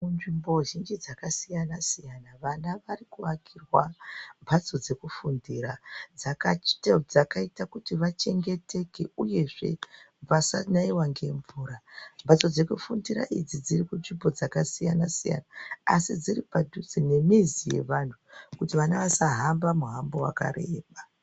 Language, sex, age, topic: Ndau, female, 36-49, education